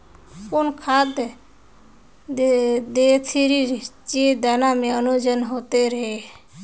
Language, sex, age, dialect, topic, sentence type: Magahi, female, 18-24, Northeastern/Surjapuri, agriculture, question